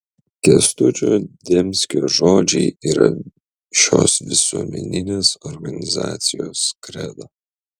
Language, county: Lithuanian, Utena